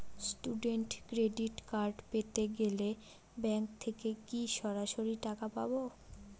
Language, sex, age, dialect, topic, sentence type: Bengali, female, 18-24, Northern/Varendri, banking, question